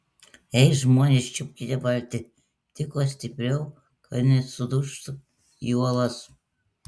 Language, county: Lithuanian, Klaipėda